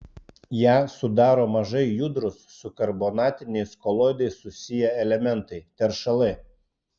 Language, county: Lithuanian, Klaipėda